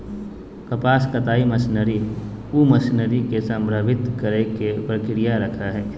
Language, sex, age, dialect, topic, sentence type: Magahi, male, 18-24, Southern, agriculture, statement